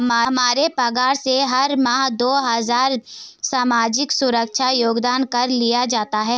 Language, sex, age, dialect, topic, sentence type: Hindi, female, 56-60, Garhwali, banking, statement